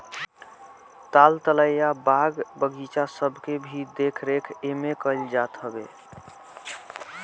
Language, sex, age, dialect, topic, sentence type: Bhojpuri, male, <18, Northern, agriculture, statement